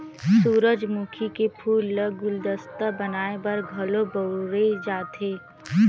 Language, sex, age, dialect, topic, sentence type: Chhattisgarhi, female, 25-30, Western/Budati/Khatahi, agriculture, statement